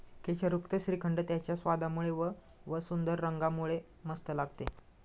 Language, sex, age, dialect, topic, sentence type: Marathi, male, 25-30, Standard Marathi, agriculture, statement